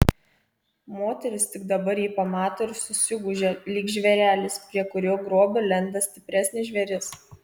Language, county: Lithuanian, Kaunas